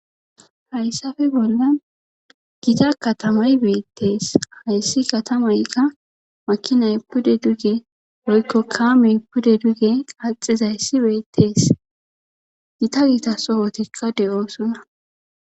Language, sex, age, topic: Gamo, female, 18-24, government